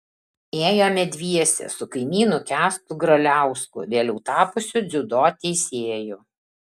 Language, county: Lithuanian, Alytus